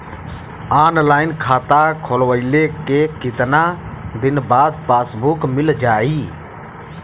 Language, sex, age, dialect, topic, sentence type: Bhojpuri, male, 25-30, Western, banking, question